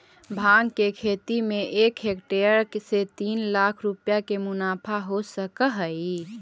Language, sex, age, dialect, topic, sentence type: Magahi, female, 18-24, Central/Standard, agriculture, statement